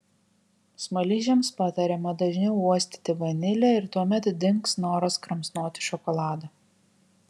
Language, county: Lithuanian, Kaunas